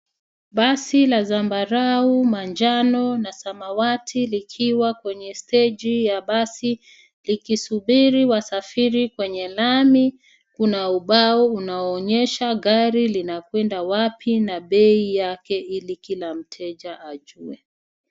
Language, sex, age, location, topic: Swahili, female, 36-49, Nairobi, government